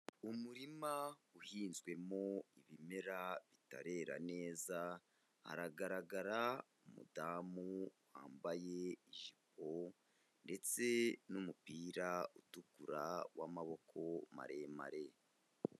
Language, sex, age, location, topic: Kinyarwanda, male, 18-24, Kigali, agriculture